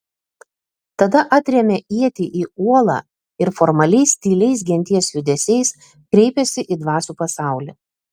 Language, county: Lithuanian, Telšiai